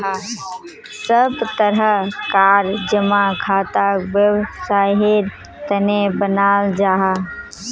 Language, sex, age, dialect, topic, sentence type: Magahi, female, 18-24, Northeastern/Surjapuri, banking, statement